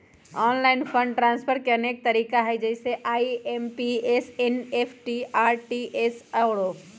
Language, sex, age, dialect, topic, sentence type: Magahi, female, 18-24, Western, banking, statement